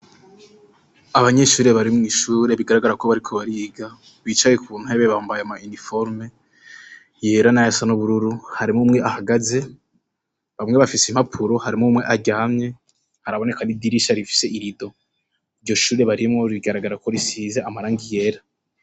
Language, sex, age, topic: Rundi, male, 18-24, education